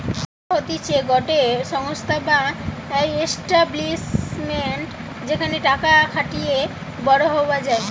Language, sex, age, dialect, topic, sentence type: Bengali, female, 18-24, Western, banking, statement